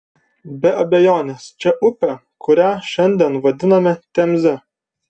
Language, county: Lithuanian, Vilnius